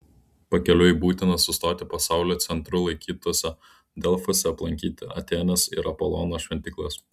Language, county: Lithuanian, Klaipėda